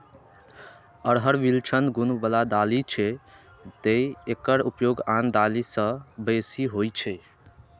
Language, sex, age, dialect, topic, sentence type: Maithili, male, 18-24, Eastern / Thethi, agriculture, statement